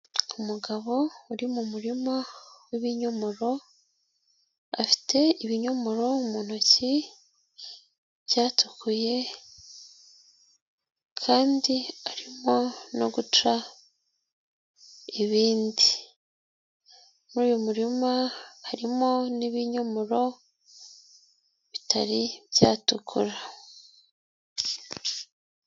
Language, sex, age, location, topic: Kinyarwanda, female, 18-24, Nyagatare, finance